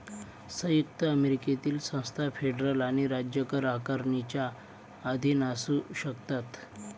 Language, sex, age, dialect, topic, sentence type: Marathi, male, 25-30, Northern Konkan, banking, statement